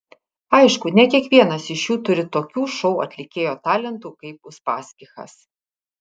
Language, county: Lithuanian, Kaunas